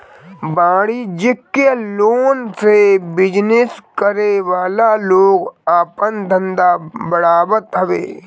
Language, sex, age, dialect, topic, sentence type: Bhojpuri, male, 18-24, Northern, banking, statement